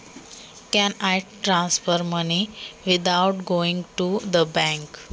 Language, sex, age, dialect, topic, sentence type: Marathi, female, 18-24, Standard Marathi, banking, question